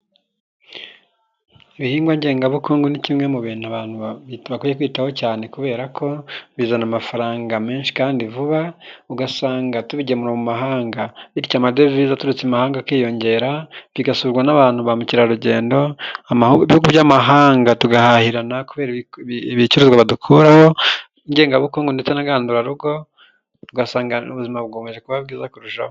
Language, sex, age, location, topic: Kinyarwanda, male, 25-35, Nyagatare, agriculture